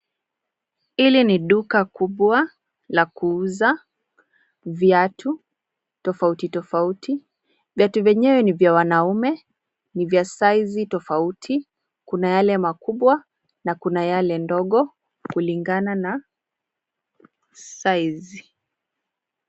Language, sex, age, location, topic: Swahili, female, 25-35, Nairobi, finance